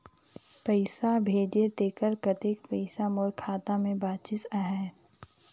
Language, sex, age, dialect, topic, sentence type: Chhattisgarhi, female, 60-100, Northern/Bhandar, banking, question